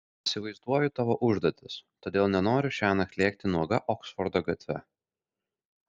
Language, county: Lithuanian, Kaunas